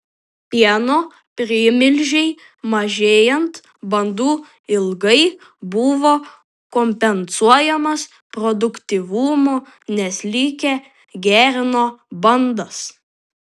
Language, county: Lithuanian, Panevėžys